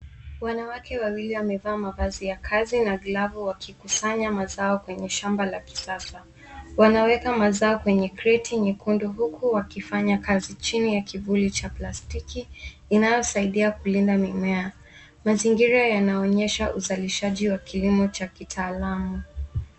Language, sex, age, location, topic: Swahili, female, 18-24, Nairobi, agriculture